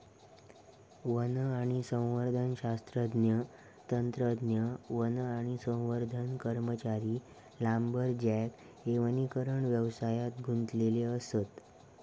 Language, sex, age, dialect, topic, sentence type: Marathi, male, 18-24, Southern Konkan, agriculture, statement